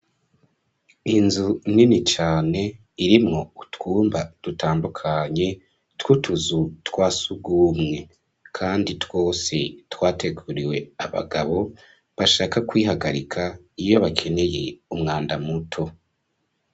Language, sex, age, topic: Rundi, male, 25-35, education